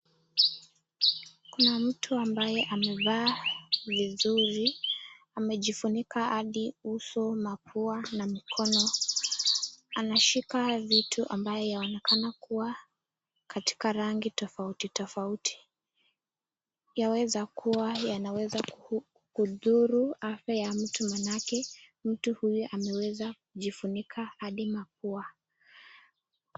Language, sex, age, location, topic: Swahili, female, 18-24, Nakuru, health